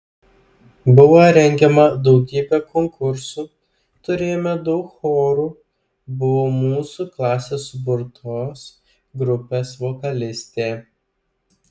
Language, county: Lithuanian, Klaipėda